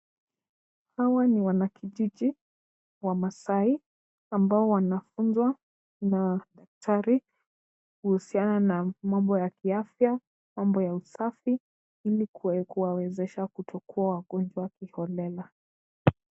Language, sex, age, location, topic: Swahili, female, 18-24, Kisumu, health